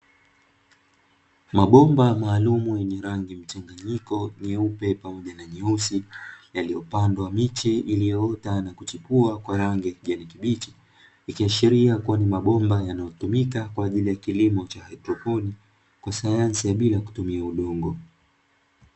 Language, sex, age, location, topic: Swahili, male, 25-35, Dar es Salaam, agriculture